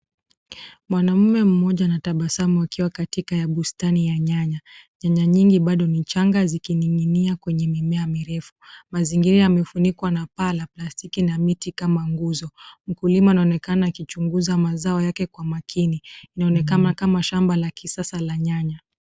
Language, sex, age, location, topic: Swahili, female, 25-35, Nairobi, agriculture